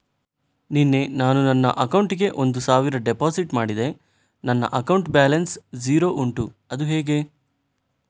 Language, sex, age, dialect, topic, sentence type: Kannada, male, 18-24, Coastal/Dakshin, banking, question